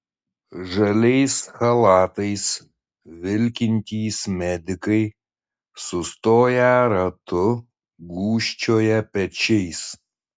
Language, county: Lithuanian, Šiauliai